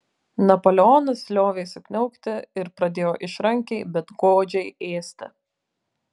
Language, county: Lithuanian, Kaunas